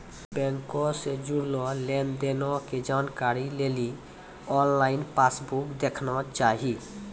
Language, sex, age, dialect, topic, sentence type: Maithili, male, 18-24, Angika, banking, statement